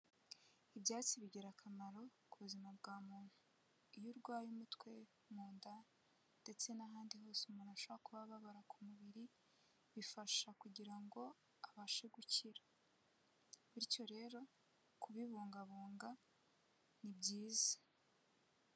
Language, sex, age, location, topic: Kinyarwanda, female, 18-24, Kigali, health